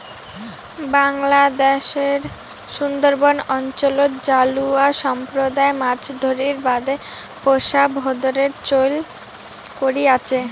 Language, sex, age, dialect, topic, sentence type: Bengali, female, <18, Rajbangshi, agriculture, statement